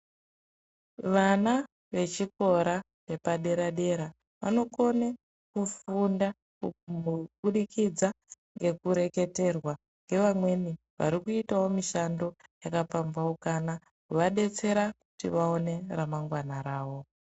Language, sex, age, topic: Ndau, female, 18-24, education